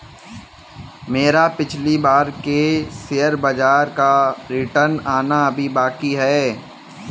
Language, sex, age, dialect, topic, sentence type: Hindi, male, 18-24, Kanauji Braj Bhasha, banking, statement